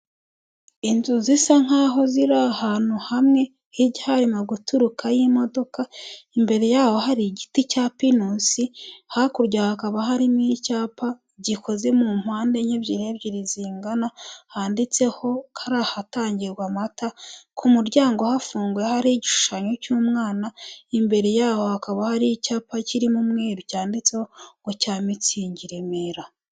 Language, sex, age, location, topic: Kinyarwanda, female, 25-35, Huye, government